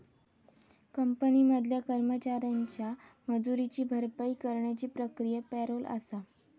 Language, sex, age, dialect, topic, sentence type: Marathi, female, 18-24, Southern Konkan, banking, statement